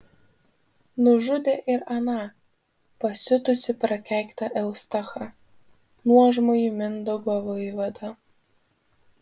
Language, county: Lithuanian, Panevėžys